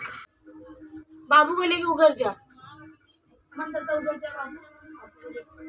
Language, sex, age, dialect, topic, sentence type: Hindi, female, 31-35, Marwari Dhudhari, agriculture, question